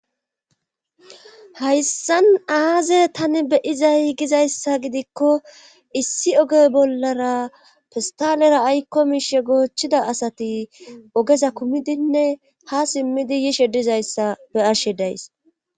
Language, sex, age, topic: Gamo, female, 36-49, government